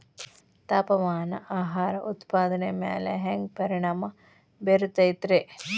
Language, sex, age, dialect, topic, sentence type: Kannada, female, 36-40, Dharwad Kannada, agriculture, question